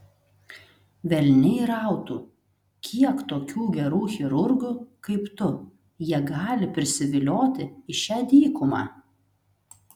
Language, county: Lithuanian, Telšiai